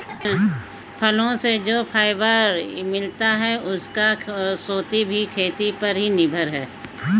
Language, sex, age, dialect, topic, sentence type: Hindi, female, 18-24, Hindustani Malvi Khadi Boli, agriculture, statement